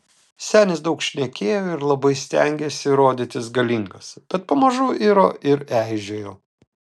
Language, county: Lithuanian, Telšiai